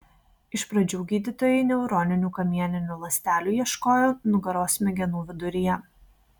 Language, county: Lithuanian, Kaunas